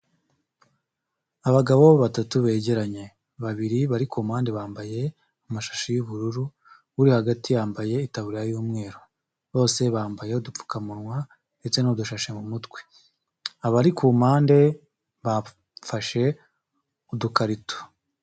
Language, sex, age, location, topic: Kinyarwanda, female, 25-35, Huye, health